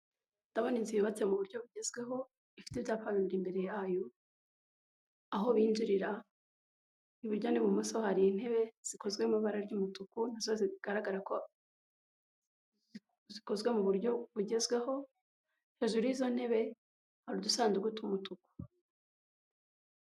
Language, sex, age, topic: Kinyarwanda, female, 18-24, health